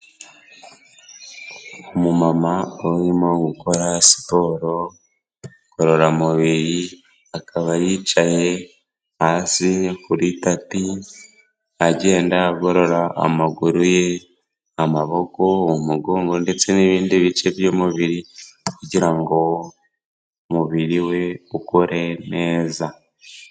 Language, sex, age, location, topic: Kinyarwanda, male, 18-24, Kigali, health